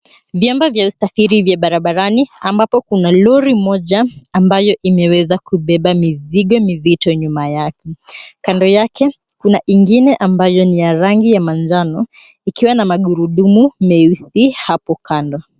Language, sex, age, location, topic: Swahili, female, 18-24, Mombasa, government